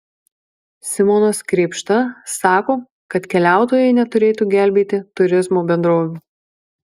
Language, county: Lithuanian, Marijampolė